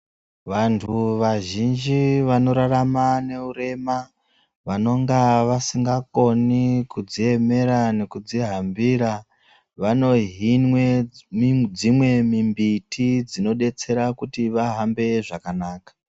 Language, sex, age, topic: Ndau, female, 25-35, health